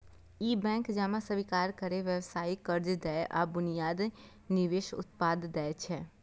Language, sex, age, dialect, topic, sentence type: Maithili, female, 18-24, Eastern / Thethi, banking, statement